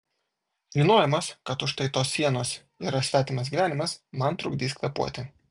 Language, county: Lithuanian, Vilnius